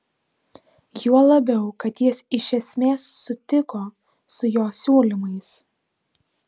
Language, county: Lithuanian, Vilnius